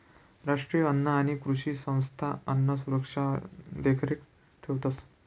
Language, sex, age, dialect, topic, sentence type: Marathi, male, 56-60, Northern Konkan, agriculture, statement